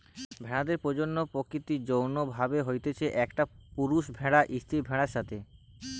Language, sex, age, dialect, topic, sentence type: Bengali, male, 18-24, Western, agriculture, statement